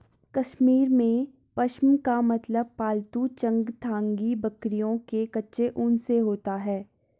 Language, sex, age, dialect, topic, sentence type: Hindi, female, 41-45, Garhwali, agriculture, statement